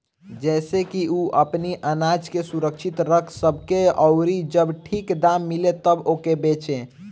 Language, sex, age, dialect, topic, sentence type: Bhojpuri, male, 18-24, Northern, agriculture, statement